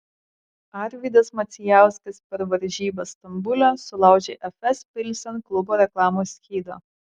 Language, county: Lithuanian, Marijampolė